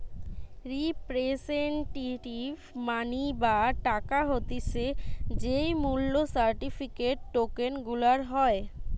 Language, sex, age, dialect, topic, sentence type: Bengali, female, 25-30, Western, banking, statement